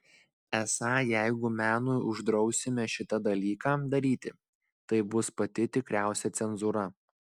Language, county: Lithuanian, Klaipėda